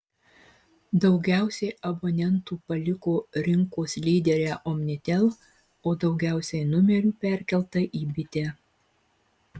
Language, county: Lithuanian, Marijampolė